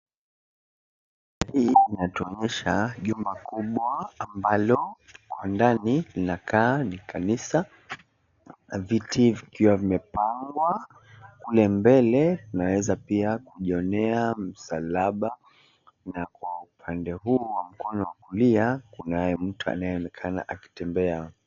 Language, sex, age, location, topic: Swahili, male, 36-49, Mombasa, government